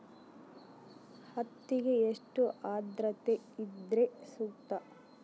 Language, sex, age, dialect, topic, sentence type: Kannada, female, 18-24, Central, agriculture, question